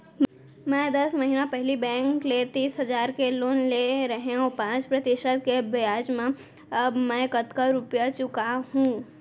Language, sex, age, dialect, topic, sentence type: Chhattisgarhi, female, 18-24, Central, banking, question